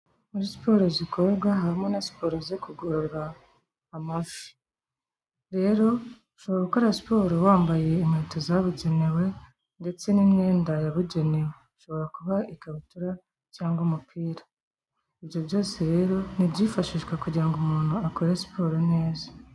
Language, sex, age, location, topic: Kinyarwanda, female, 25-35, Kigali, health